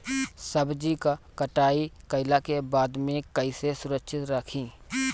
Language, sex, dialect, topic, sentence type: Bhojpuri, male, Northern, agriculture, question